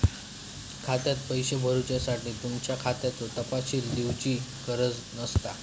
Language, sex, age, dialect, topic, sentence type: Marathi, male, 46-50, Southern Konkan, banking, statement